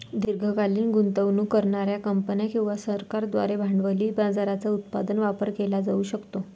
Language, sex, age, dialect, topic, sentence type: Marathi, female, 18-24, Varhadi, banking, statement